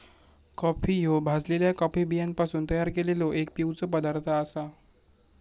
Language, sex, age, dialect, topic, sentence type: Marathi, male, 18-24, Southern Konkan, agriculture, statement